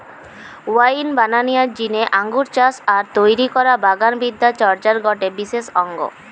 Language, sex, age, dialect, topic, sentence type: Bengali, female, 18-24, Western, agriculture, statement